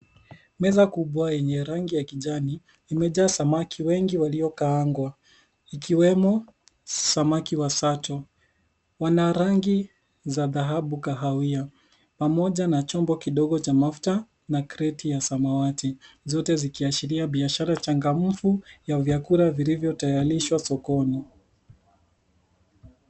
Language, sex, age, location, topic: Swahili, male, 18-24, Nairobi, finance